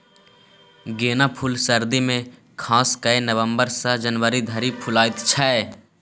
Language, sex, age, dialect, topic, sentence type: Maithili, male, 18-24, Bajjika, agriculture, statement